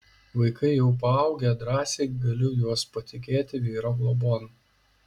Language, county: Lithuanian, Šiauliai